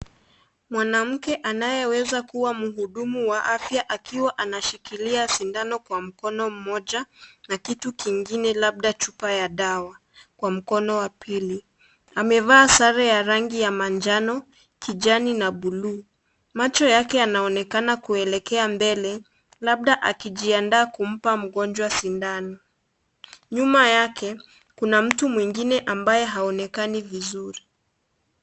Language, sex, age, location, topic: Swahili, female, 25-35, Kisii, health